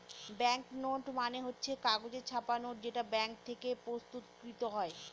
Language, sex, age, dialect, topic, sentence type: Bengali, female, 18-24, Northern/Varendri, banking, statement